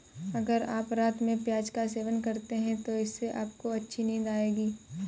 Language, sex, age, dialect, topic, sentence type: Hindi, female, 18-24, Kanauji Braj Bhasha, agriculture, statement